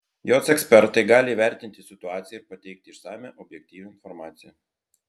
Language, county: Lithuanian, Klaipėda